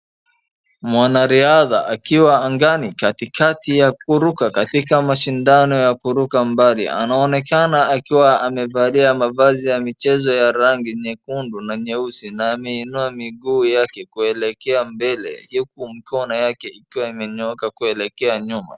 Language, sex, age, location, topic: Swahili, male, 25-35, Wajir, government